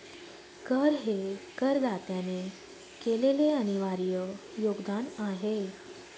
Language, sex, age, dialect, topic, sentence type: Marathi, female, 31-35, Northern Konkan, banking, statement